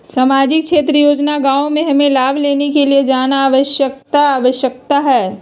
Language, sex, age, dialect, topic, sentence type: Magahi, female, 31-35, Southern, banking, question